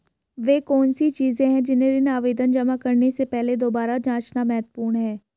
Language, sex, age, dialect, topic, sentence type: Hindi, female, 18-24, Hindustani Malvi Khadi Boli, banking, question